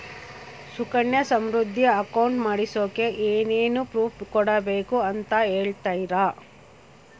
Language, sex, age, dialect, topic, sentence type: Kannada, female, 36-40, Central, banking, question